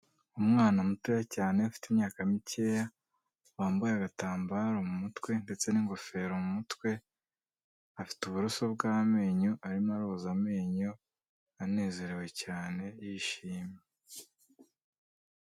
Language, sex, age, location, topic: Kinyarwanda, male, 25-35, Kigali, health